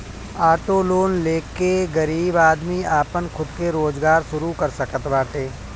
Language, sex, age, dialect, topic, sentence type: Bhojpuri, male, 36-40, Northern, banking, statement